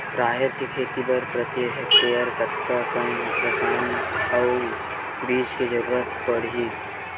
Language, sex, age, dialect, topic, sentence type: Chhattisgarhi, male, 18-24, Western/Budati/Khatahi, agriculture, question